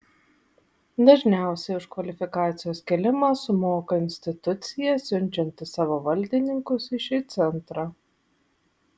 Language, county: Lithuanian, Vilnius